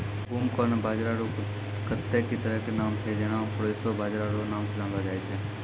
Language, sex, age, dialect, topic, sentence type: Maithili, male, 25-30, Angika, banking, statement